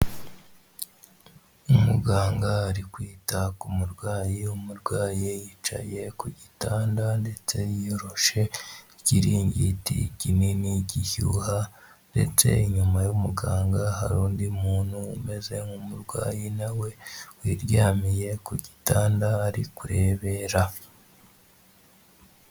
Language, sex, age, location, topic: Kinyarwanda, female, 18-24, Huye, health